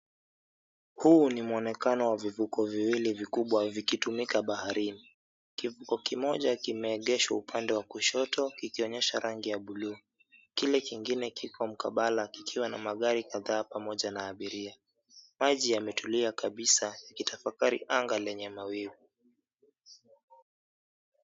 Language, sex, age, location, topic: Swahili, male, 25-35, Mombasa, government